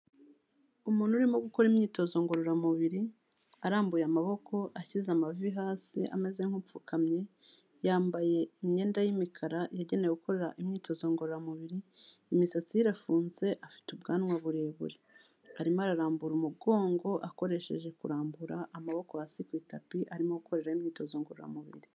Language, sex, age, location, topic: Kinyarwanda, female, 36-49, Kigali, health